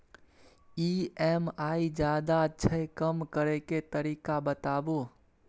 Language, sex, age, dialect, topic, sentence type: Maithili, male, 18-24, Bajjika, banking, question